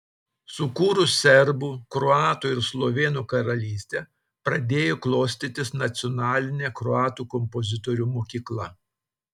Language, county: Lithuanian, Telšiai